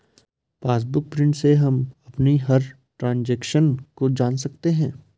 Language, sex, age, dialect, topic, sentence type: Hindi, male, 18-24, Garhwali, banking, statement